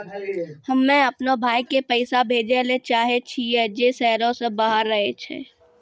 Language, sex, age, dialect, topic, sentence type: Maithili, female, 36-40, Angika, banking, statement